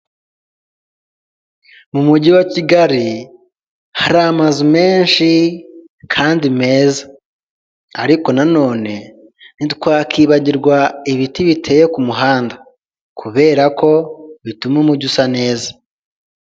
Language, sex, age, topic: Kinyarwanda, male, 18-24, government